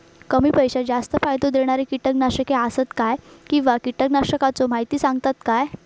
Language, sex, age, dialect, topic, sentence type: Marathi, female, 18-24, Southern Konkan, agriculture, question